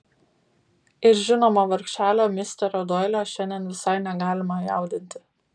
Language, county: Lithuanian, Vilnius